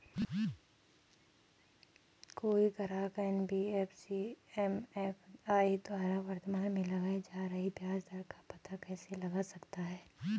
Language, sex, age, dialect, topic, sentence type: Hindi, female, 18-24, Garhwali, banking, question